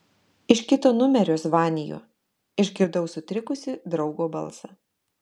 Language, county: Lithuanian, Telšiai